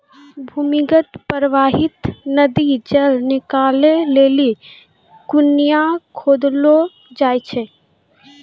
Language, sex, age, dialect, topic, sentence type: Maithili, female, 18-24, Angika, agriculture, statement